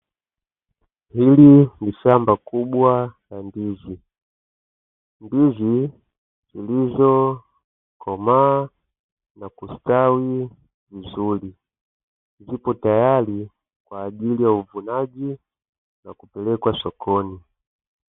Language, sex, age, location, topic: Swahili, male, 25-35, Dar es Salaam, agriculture